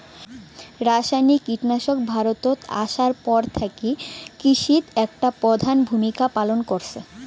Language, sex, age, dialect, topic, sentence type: Bengali, female, 18-24, Rajbangshi, agriculture, statement